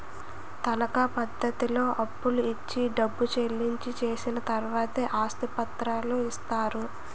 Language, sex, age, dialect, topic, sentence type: Telugu, female, 18-24, Utterandhra, banking, statement